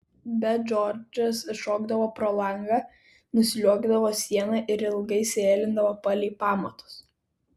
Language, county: Lithuanian, Kaunas